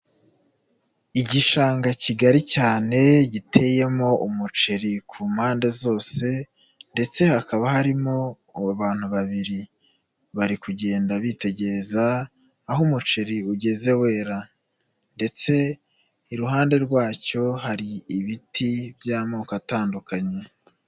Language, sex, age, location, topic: Kinyarwanda, male, 25-35, Nyagatare, agriculture